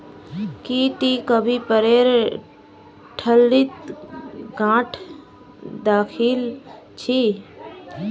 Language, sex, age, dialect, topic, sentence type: Magahi, female, 18-24, Northeastern/Surjapuri, agriculture, statement